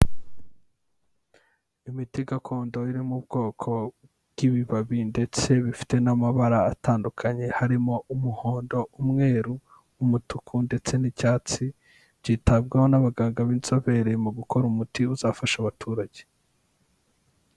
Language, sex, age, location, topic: Kinyarwanda, male, 25-35, Kigali, health